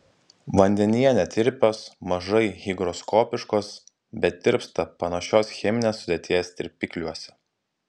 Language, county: Lithuanian, Klaipėda